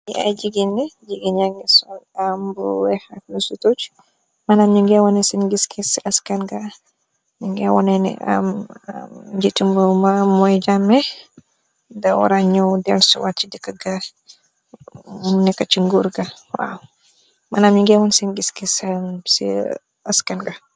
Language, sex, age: Wolof, female, 18-24